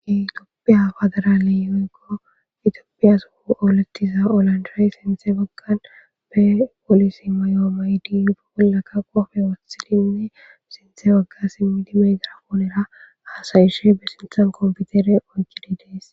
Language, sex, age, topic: Gamo, female, 25-35, government